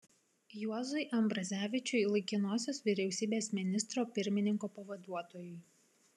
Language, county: Lithuanian, Vilnius